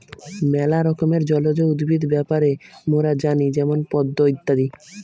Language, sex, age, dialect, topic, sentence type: Bengali, male, 18-24, Western, agriculture, statement